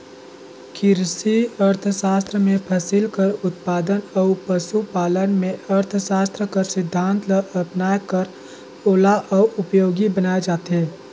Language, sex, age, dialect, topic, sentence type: Chhattisgarhi, male, 18-24, Northern/Bhandar, banking, statement